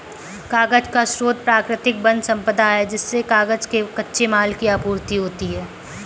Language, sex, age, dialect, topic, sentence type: Hindi, female, 18-24, Kanauji Braj Bhasha, agriculture, statement